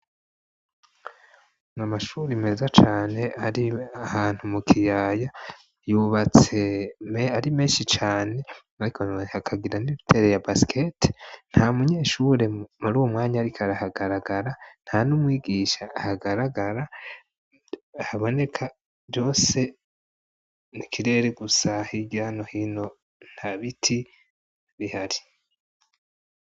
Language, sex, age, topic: Rundi, male, 25-35, education